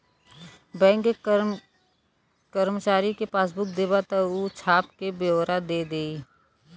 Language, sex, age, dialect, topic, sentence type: Bhojpuri, female, 18-24, Western, banking, statement